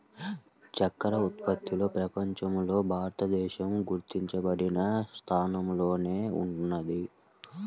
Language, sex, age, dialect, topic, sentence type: Telugu, male, 18-24, Central/Coastal, agriculture, statement